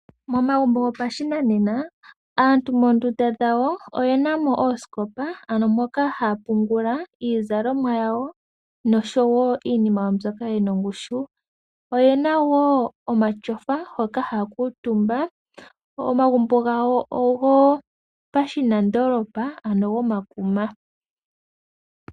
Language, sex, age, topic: Oshiwambo, female, 18-24, finance